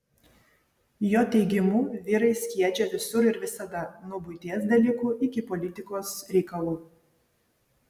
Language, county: Lithuanian, Vilnius